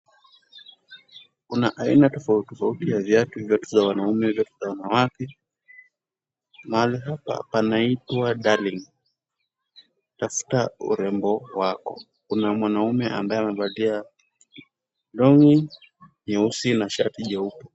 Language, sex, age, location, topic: Swahili, male, 18-24, Kisumu, finance